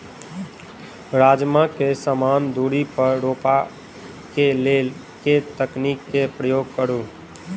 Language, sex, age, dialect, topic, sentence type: Maithili, male, 25-30, Southern/Standard, agriculture, question